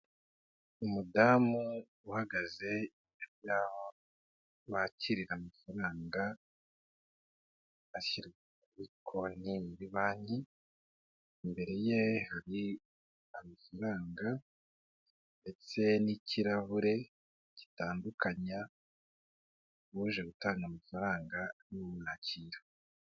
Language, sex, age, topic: Kinyarwanda, male, 25-35, finance